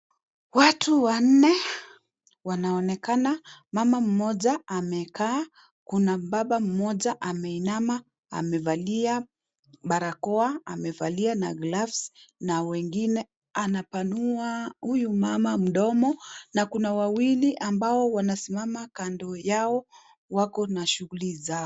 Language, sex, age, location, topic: Swahili, female, 36-49, Kisii, health